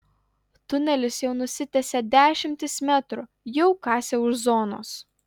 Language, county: Lithuanian, Utena